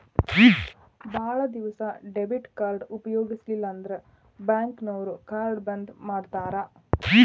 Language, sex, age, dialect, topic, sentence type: Kannada, female, 31-35, Dharwad Kannada, banking, statement